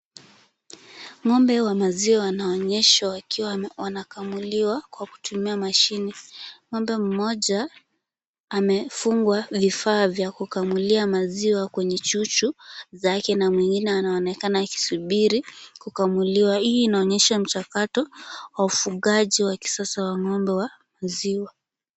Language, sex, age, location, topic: Swahili, female, 18-24, Kisumu, agriculture